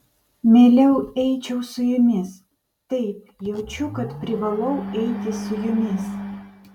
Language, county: Lithuanian, Vilnius